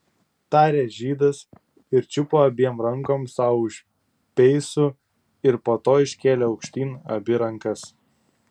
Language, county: Lithuanian, Utena